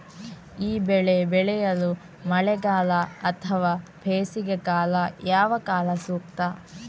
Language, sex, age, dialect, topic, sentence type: Kannada, female, 18-24, Coastal/Dakshin, agriculture, question